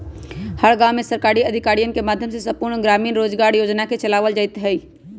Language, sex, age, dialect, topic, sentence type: Magahi, female, 25-30, Western, banking, statement